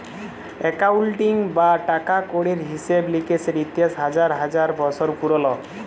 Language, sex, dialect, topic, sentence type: Bengali, male, Jharkhandi, banking, statement